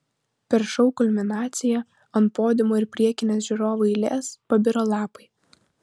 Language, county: Lithuanian, Utena